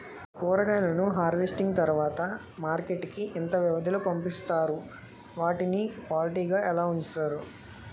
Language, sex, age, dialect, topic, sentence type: Telugu, male, 25-30, Utterandhra, agriculture, question